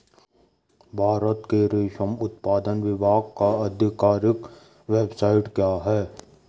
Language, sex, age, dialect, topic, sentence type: Hindi, male, 56-60, Garhwali, agriculture, statement